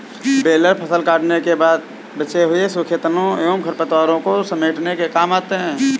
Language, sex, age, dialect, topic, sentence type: Hindi, male, 18-24, Awadhi Bundeli, agriculture, statement